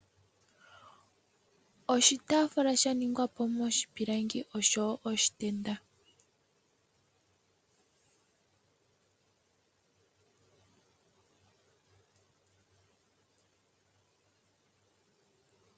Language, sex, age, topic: Oshiwambo, female, 18-24, finance